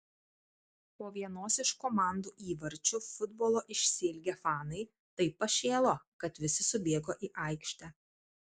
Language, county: Lithuanian, Kaunas